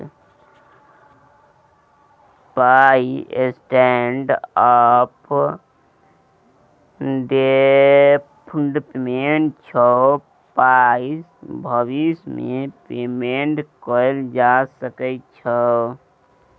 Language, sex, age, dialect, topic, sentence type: Maithili, male, 18-24, Bajjika, banking, statement